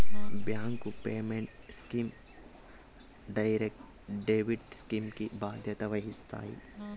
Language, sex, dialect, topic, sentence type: Telugu, male, Southern, banking, statement